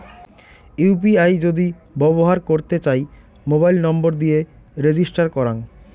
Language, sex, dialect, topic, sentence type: Bengali, male, Rajbangshi, banking, statement